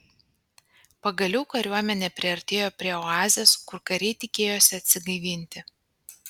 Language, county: Lithuanian, Panevėžys